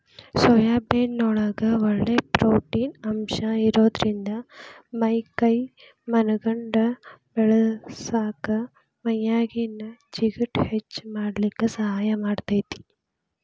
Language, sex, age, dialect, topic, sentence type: Kannada, male, 25-30, Dharwad Kannada, agriculture, statement